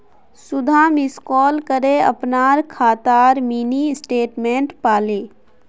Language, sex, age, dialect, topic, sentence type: Magahi, female, 18-24, Northeastern/Surjapuri, banking, statement